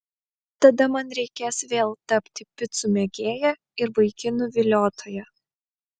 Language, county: Lithuanian, Vilnius